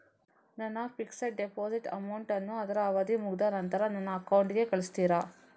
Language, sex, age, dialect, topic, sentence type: Kannada, female, 18-24, Coastal/Dakshin, banking, question